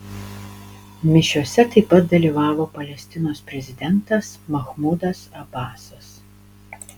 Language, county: Lithuanian, Panevėžys